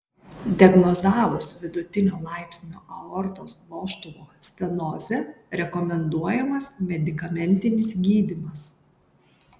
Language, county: Lithuanian, Kaunas